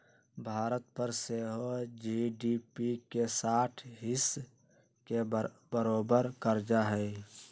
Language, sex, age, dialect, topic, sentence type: Magahi, male, 46-50, Western, banking, statement